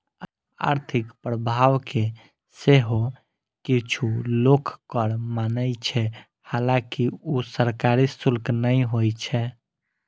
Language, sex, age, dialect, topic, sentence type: Maithili, female, 18-24, Eastern / Thethi, banking, statement